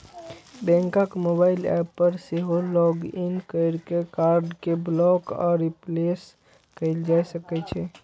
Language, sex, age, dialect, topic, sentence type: Maithili, male, 36-40, Eastern / Thethi, banking, statement